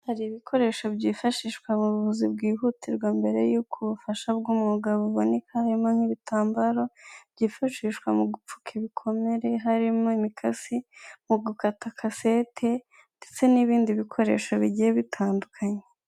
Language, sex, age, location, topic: Kinyarwanda, female, 18-24, Kigali, health